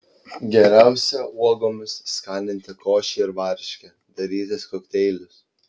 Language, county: Lithuanian, Klaipėda